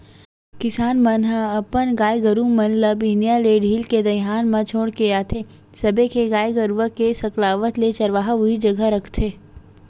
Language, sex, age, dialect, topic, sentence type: Chhattisgarhi, female, 18-24, Western/Budati/Khatahi, agriculture, statement